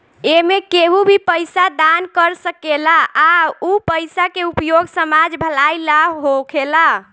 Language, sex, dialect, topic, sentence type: Bhojpuri, female, Southern / Standard, banking, statement